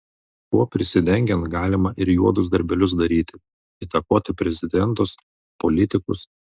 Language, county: Lithuanian, Vilnius